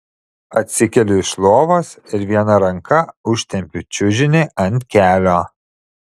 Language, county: Lithuanian, Šiauliai